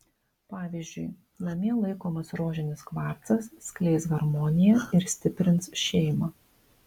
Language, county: Lithuanian, Vilnius